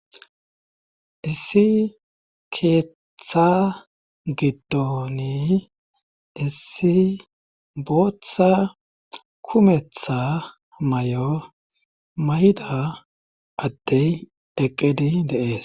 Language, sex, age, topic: Gamo, male, 36-49, government